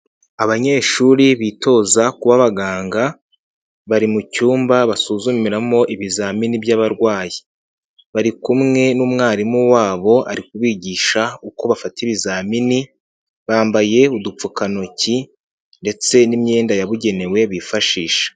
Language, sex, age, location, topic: Kinyarwanda, male, 18-24, Nyagatare, health